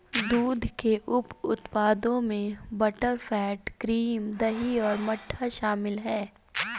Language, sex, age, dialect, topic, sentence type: Hindi, female, 25-30, Awadhi Bundeli, agriculture, statement